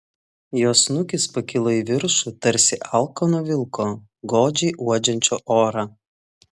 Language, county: Lithuanian, Klaipėda